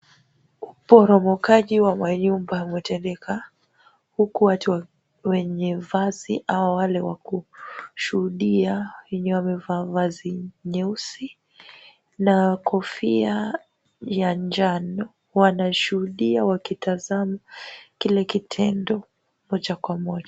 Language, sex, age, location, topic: Swahili, female, 18-24, Kisumu, health